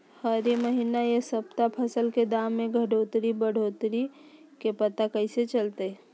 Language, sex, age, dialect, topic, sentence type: Magahi, female, 36-40, Southern, agriculture, question